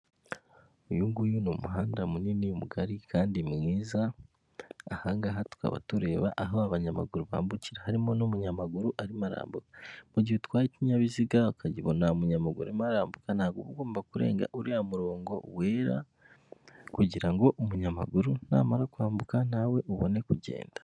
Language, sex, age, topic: Kinyarwanda, female, 18-24, government